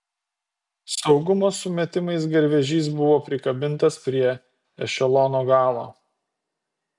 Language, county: Lithuanian, Utena